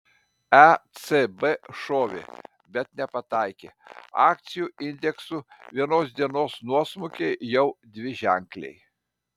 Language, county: Lithuanian, Panevėžys